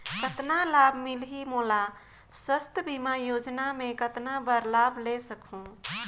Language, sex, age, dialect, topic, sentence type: Chhattisgarhi, female, 25-30, Northern/Bhandar, banking, question